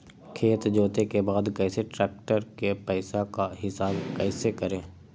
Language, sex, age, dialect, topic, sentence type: Magahi, male, 18-24, Western, agriculture, question